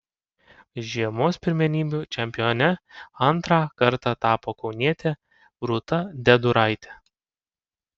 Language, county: Lithuanian, Panevėžys